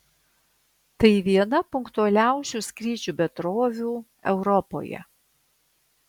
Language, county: Lithuanian, Vilnius